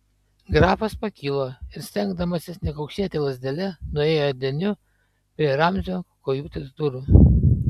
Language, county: Lithuanian, Panevėžys